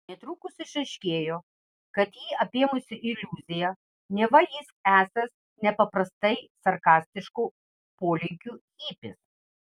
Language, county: Lithuanian, Vilnius